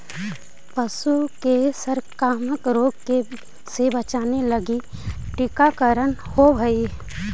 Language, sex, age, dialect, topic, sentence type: Magahi, female, 51-55, Central/Standard, agriculture, statement